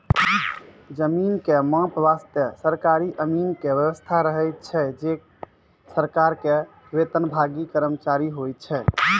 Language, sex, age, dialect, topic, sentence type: Maithili, male, 18-24, Angika, agriculture, statement